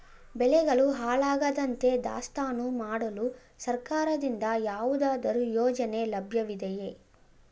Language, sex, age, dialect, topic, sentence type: Kannada, female, 25-30, Mysore Kannada, agriculture, question